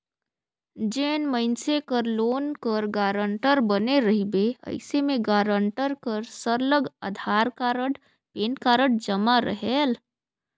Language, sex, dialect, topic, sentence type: Chhattisgarhi, female, Northern/Bhandar, banking, statement